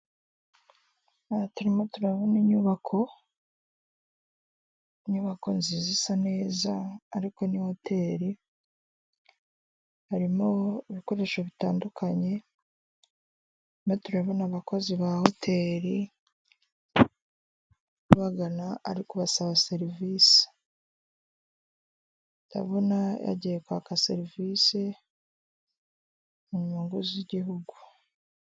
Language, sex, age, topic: Kinyarwanda, female, 25-35, finance